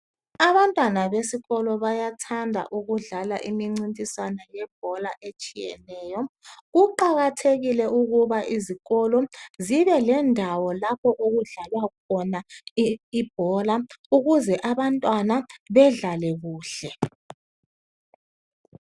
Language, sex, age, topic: North Ndebele, female, 36-49, education